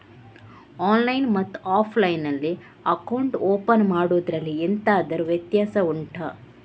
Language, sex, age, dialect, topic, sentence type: Kannada, female, 31-35, Coastal/Dakshin, banking, question